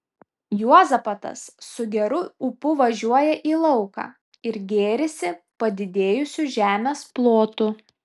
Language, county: Lithuanian, Vilnius